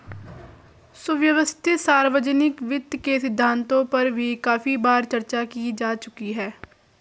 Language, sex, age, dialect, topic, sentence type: Hindi, female, 46-50, Garhwali, banking, statement